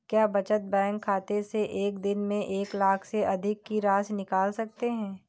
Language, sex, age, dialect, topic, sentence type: Hindi, female, 18-24, Kanauji Braj Bhasha, banking, question